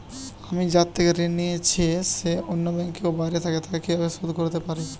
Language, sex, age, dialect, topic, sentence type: Bengali, male, 18-24, Western, banking, question